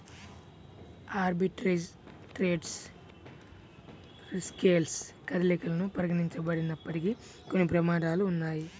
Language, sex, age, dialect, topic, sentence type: Telugu, male, 31-35, Central/Coastal, banking, statement